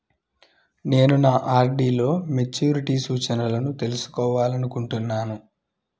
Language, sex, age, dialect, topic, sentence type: Telugu, male, 25-30, Central/Coastal, banking, statement